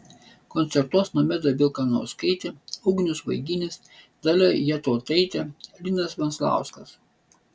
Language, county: Lithuanian, Vilnius